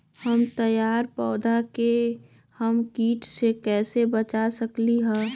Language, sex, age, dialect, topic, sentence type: Magahi, male, 36-40, Western, agriculture, question